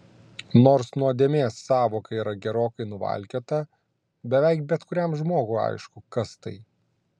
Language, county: Lithuanian, Klaipėda